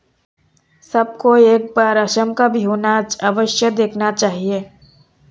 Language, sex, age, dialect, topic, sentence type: Hindi, female, 18-24, Marwari Dhudhari, agriculture, statement